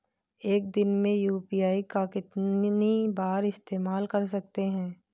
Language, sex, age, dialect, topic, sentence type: Hindi, female, 18-24, Kanauji Braj Bhasha, banking, question